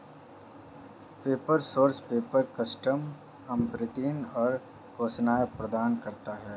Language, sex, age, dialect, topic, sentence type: Hindi, female, 56-60, Marwari Dhudhari, agriculture, statement